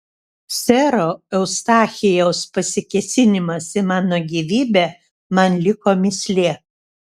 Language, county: Lithuanian, Šiauliai